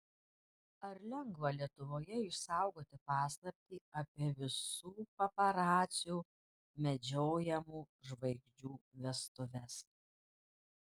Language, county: Lithuanian, Panevėžys